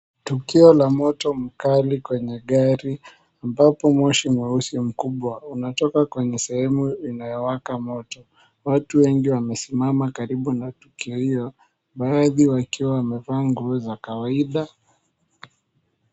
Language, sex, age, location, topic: Swahili, male, 18-24, Mombasa, health